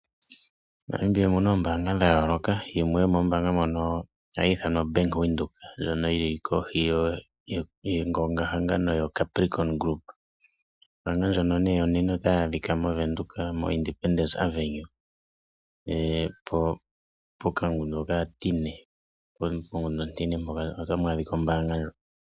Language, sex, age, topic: Oshiwambo, male, 25-35, finance